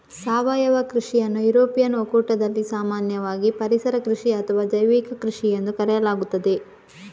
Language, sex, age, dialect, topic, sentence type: Kannada, female, 18-24, Coastal/Dakshin, agriculture, statement